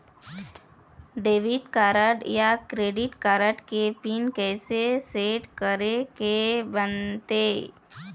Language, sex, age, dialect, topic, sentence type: Chhattisgarhi, female, 18-24, Eastern, banking, question